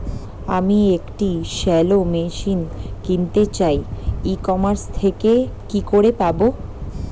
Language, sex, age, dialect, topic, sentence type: Bengali, female, 18-24, Standard Colloquial, agriculture, question